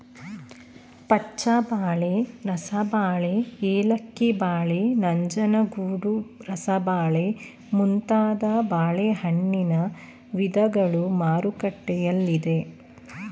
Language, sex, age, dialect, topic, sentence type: Kannada, female, 25-30, Mysore Kannada, agriculture, statement